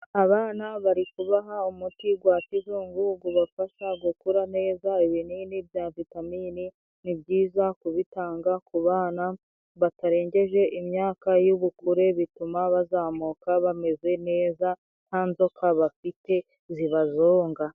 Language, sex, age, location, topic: Kinyarwanda, female, 25-35, Musanze, health